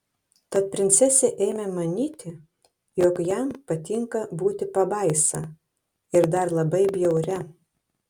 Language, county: Lithuanian, Kaunas